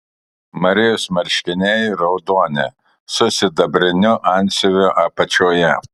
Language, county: Lithuanian, Kaunas